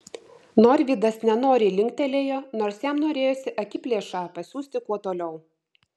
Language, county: Lithuanian, Vilnius